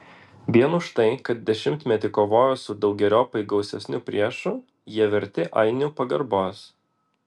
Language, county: Lithuanian, Vilnius